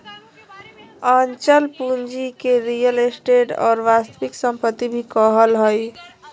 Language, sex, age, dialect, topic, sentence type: Magahi, female, 25-30, Southern, banking, statement